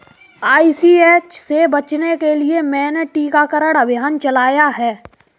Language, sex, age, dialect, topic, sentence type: Hindi, male, 18-24, Kanauji Braj Bhasha, agriculture, statement